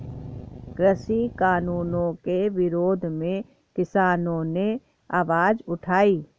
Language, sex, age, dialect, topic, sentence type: Hindi, female, 51-55, Awadhi Bundeli, agriculture, statement